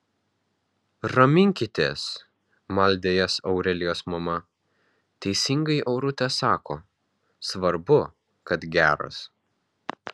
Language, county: Lithuanian, Vilnius